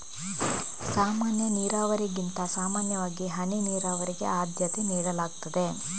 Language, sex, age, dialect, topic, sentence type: Kannada, female, 25-30, Coastal/Dakshin, agriculture, statement